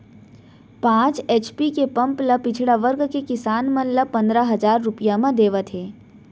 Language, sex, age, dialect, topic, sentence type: Chhattisgarhi, female, 18-24, Central, agriculture, statement